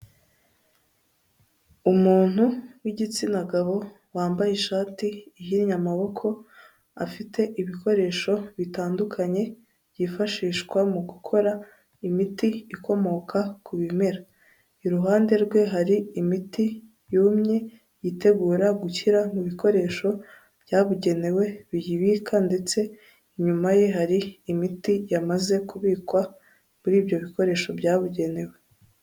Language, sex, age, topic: Kinyarwanda, female, 18-24, health